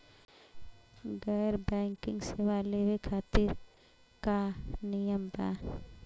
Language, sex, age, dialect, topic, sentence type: Bhojpuri, female, 25-30, Western, banking, question